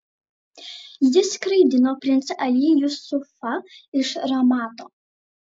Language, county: Lithuanian, Vilnius